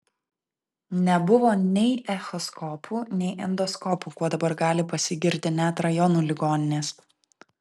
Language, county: Lithuanian, Vilnius